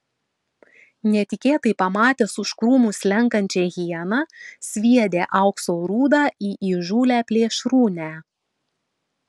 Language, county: Lithuanian, Vilnius